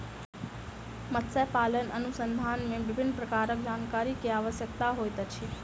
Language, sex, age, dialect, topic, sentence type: Maithili, female, 25-30, Southern/Standard, agriculture, statement